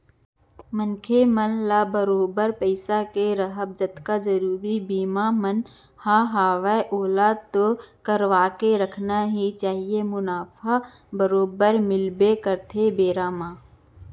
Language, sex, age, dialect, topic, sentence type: Chhattisgarhi, female, 25-30, Central, banking, statement